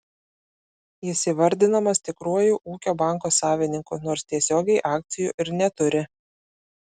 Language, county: Lithuanian, Klaipėda